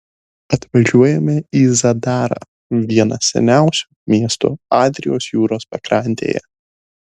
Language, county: Lithuanian, Šiauliai